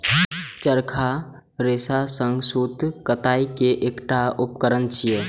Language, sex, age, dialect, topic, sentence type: Maithili, male, 18-24, Eastern / Thethi, agriculture, statement